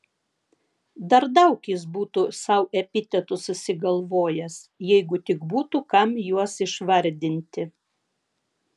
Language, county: Lithuanian, Vilnius